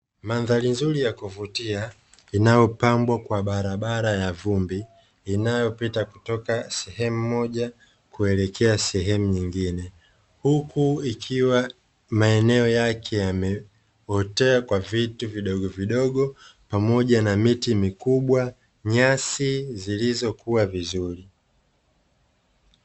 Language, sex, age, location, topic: Swahili, male, 25-35, Dar es Salaam, agriculture